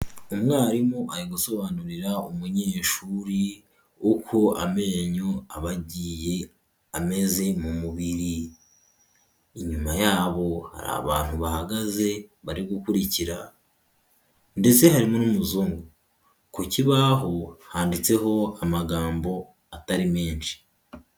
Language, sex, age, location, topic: Kinyarwanda, male, 18-24, Huye, health